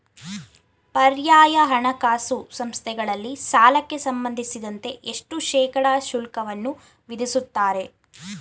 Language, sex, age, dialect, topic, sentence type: Kannada, female, 18-24, Mysore Kannada, banking, question